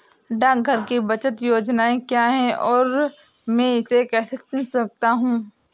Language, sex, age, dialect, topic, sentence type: Hindi, female, 18-24, Awadhi Bundeli, banking, question